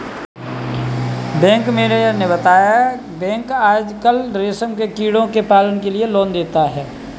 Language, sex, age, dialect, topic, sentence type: Hindi, male, 18-24, Kanauji Braj Bhasha, agriculture, statement